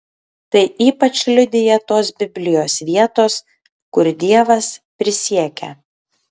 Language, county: Lithuanian, Kaunas